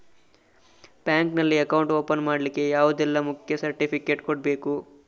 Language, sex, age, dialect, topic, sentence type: Kannada, male, 18-24, Coastal/Dakshin, banking, question